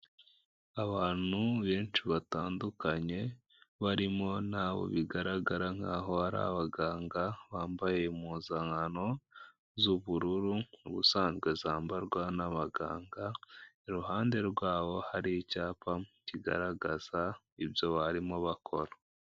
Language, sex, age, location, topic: Kinyarwanda, male, 25-35, Kigali, health